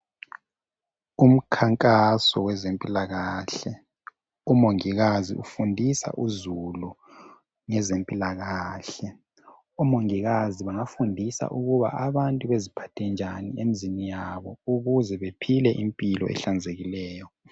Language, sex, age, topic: North Ndebele, male, 50+, health